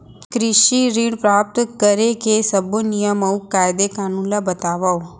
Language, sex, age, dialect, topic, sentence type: Chhattisgarhi, female, 25-30, Central, banking, question